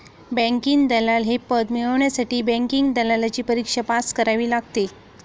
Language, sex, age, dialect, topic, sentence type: Marathi, female, 36-40, Standard Marathi, banking, statement